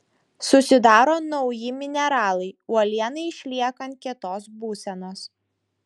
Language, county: Lithuanian, Šiauliai